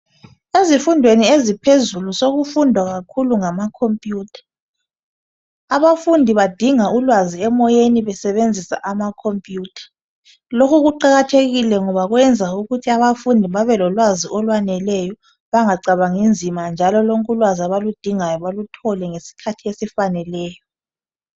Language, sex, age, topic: North Ndebele, male, 25-35, education